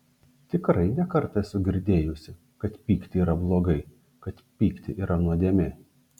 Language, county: Lithuanian, Šiauliai